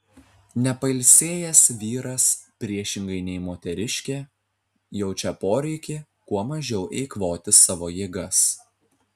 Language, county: Lithuanian, Telšiai